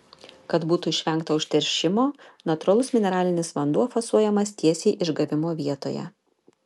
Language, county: Lithuanian, Panevėžys